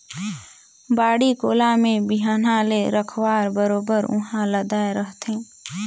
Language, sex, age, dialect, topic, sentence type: Chhattisgarhi, female, 18-24, Northern/Bhandar, agriculture, statement